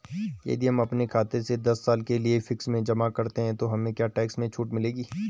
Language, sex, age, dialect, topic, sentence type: Hindi, male, 18-24, Garhwali, banking, question